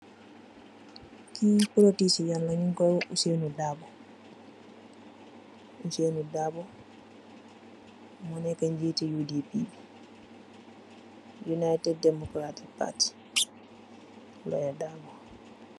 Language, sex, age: Wolof, female, 25-35